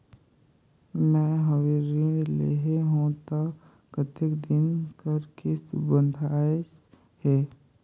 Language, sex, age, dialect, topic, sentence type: Chhattisgarhi, male, 18-24, Northern/Bhandar, banking, question